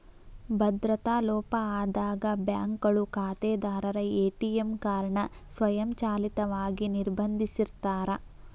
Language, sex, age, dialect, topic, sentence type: Kannada, female, 18-24, Dharwad Kannada, banking, statement